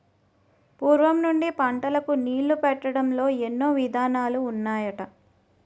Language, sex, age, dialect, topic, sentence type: Telugu, female, 31-35, Utterandhra, agriculture, statement